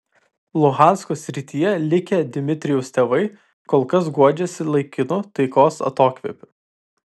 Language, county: Lithuanian, Vilnius